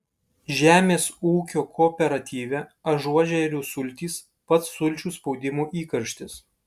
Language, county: Lithuanian, Kaunas